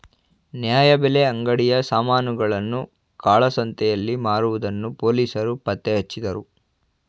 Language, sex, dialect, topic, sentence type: Kannada, male, Mysore Kannada, banking, statement